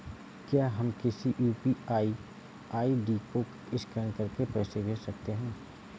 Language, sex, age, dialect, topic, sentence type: Hindi, male, 25-30, Awadhi Bundeli, banking, question